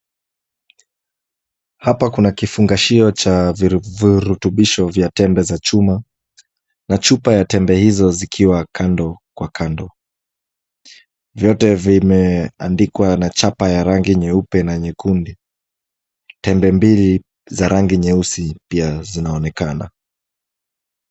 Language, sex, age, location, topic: Swahili, male, 25-35, Kisumu, health